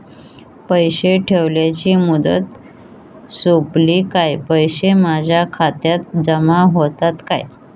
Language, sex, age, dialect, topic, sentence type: Marathi, female, 18-24, Southern Konkan, banking, question